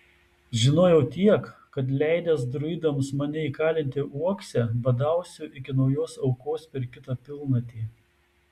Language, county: Lithuanian, Tauragė